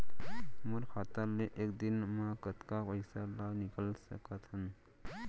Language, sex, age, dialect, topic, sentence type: Chhattisgarhi, male, 56-60, Central, banking, question